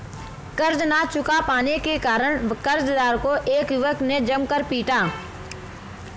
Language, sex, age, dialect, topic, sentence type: Hindi, female, 25-30, Marwari Dhudhari, banking, statement